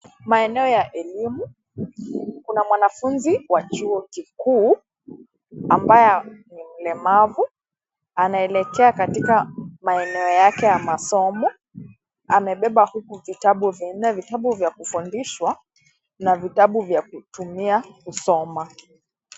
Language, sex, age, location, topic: Swahili, female, 18-24, Kisii, education